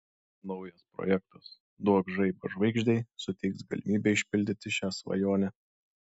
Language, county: Lithuanian, Šiauliai